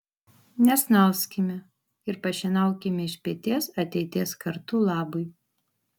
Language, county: Lithuanian, Vilnius